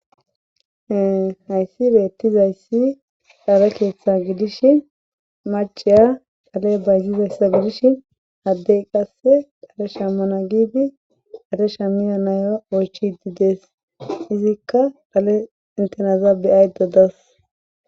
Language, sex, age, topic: Gamo, female, 18-24, government